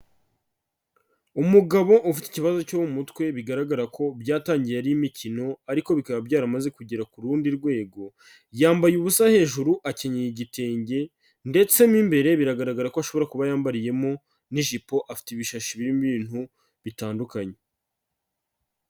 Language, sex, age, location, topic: Kinyarwanda, male, 36-49, Kigali, health